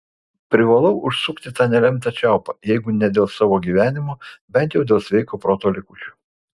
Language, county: Lithuanian, Vilnius